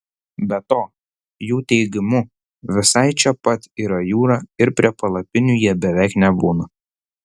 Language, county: Lithuanian, Vilnius